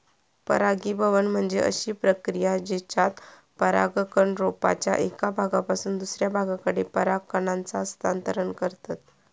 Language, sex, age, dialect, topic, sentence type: Marathi, female, 31-35, Southern Konkan, agriculture, statement